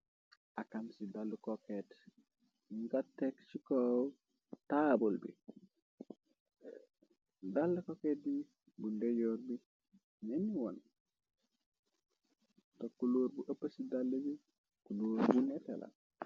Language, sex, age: Wolof, male, 25-35